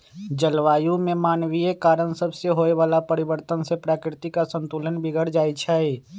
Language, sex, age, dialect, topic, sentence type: Magahi, male, 25-30, Western, agriculture, statement